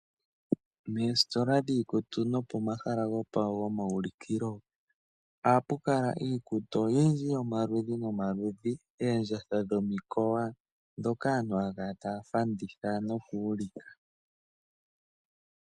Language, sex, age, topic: Oshiwambo, male, 18-24, finance